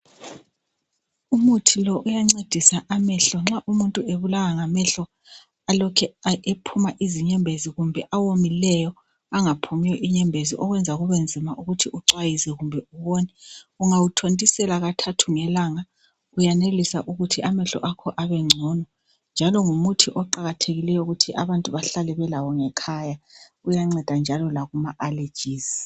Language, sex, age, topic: North Ndebele, female, 36-49, health